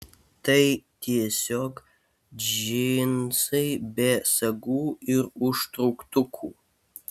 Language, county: Lithuanian, Kaunas